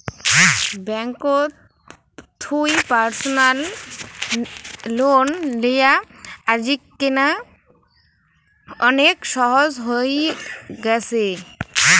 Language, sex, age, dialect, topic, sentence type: Bengali, female, <18, Rajbangshi, banking, statement